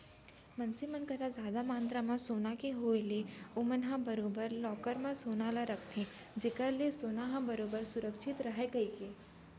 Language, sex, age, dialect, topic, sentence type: Chhattisgarhi, female, 31-35, Central, banking, statement